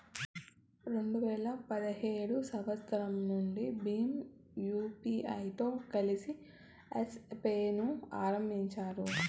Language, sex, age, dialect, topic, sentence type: Telugu, female, 18-24, Southern, banking, statement